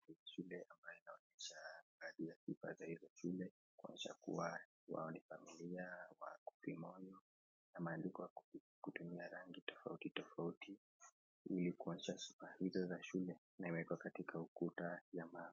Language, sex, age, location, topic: Swahili, male, 18-24, Nakuru, education